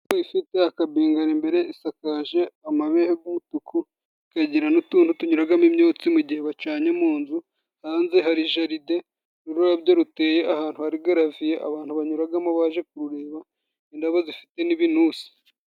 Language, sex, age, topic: Kinyarwanda, male, 18-24, finance